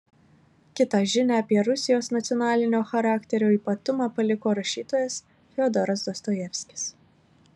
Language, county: Lithuanian, Marijampolė